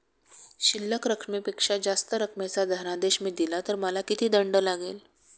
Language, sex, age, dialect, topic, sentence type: Marathi, female, 56-60, Standard Marathi, banking, question